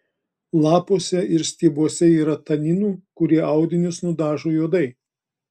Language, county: Lithuanian, Klaipėda